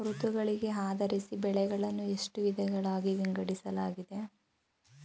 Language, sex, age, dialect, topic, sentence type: Kannada, female, 18-24, Mysore Kannada, agriculture, question